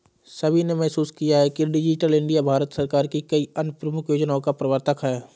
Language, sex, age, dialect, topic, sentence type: Hindi, male, 25-30, Awadhi Bundeli, banking, statement